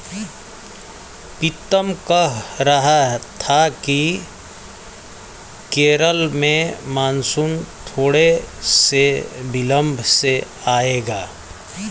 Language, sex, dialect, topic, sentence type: Hindi, male, Hindustani Malvi Khadi Boli, agriculture, statement